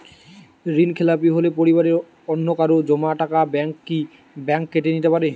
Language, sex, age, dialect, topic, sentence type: Bengali, male, 18-24, Western, banking, question